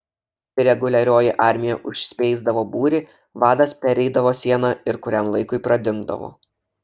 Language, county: Lithuanian, Šiauliai